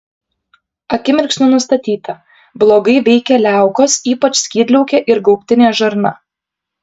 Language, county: Lithuanian, Kaunas